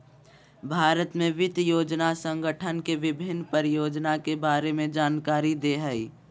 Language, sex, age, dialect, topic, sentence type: Magahi, female, 18-24, Southern, banking, statement